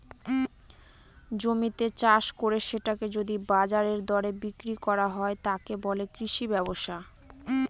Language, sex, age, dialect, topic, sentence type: Bengali, female, 18-24, Northern/Varendri, agriculture, statement